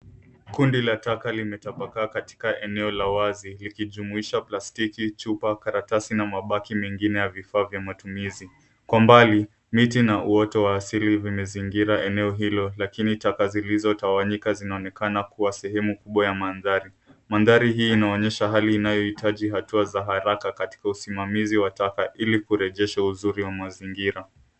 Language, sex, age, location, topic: Swahili, male, 18-24, Nairobi, government